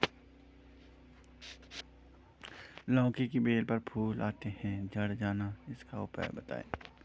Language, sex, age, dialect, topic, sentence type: Hindi, male, 31-35, Garhwali, agriculture, question